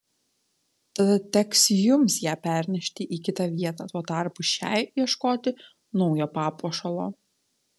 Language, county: Lithuanian, Telšiai